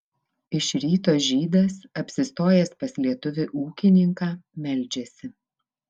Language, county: Lithuanian, Vilnius